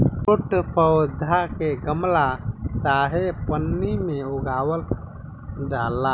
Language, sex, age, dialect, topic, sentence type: Bhojpuri, male, 18-24, Southern / Standard, agriculture, statement